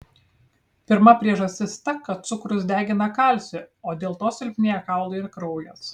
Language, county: Lithuanian, Kaunas